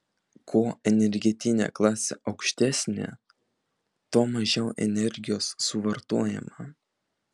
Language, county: Lithuanian, Vilnius